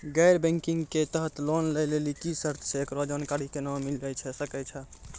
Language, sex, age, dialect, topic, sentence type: Maithili, male, 41-45, Angika, banking, question